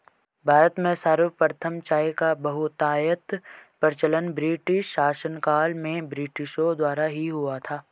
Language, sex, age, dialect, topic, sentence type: Hindi, male, 25-30, Garhwali, agriculture, statement